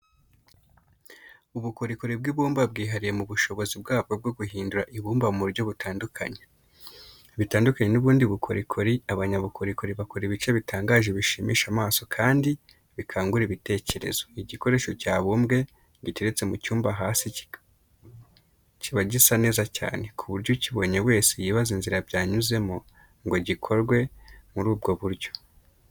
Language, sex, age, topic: Kinyarwanda, male, 25-35, education